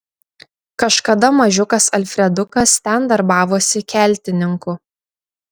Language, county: Lithuanian, Šiauliai